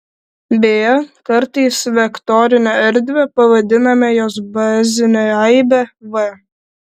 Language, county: Lithuanian, Vilnius